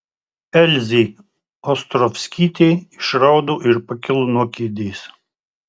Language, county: Lithuanian, Tauragė